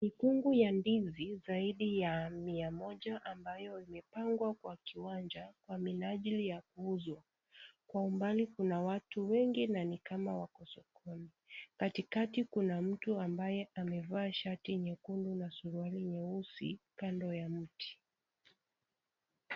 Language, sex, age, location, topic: Swahili, female, 25-35, Kisii, agriculture